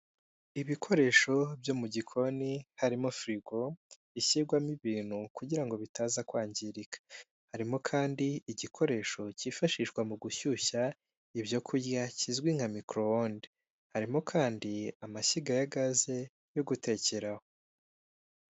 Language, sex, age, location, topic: Kinyarwanda, male, 25-35, Kigali, finance